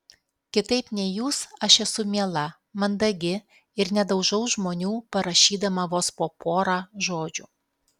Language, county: Lithuanian, Alytus